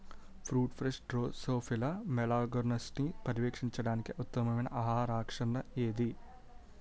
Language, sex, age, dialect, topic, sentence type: Telugu, male, 18-24, Utterandhra, agriculture, question